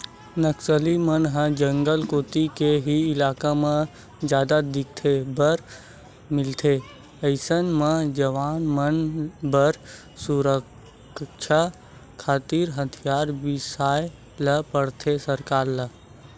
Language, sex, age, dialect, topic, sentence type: Chhattisgarhi, male, 18-24, Western/Budati/Khatahi, banking, statement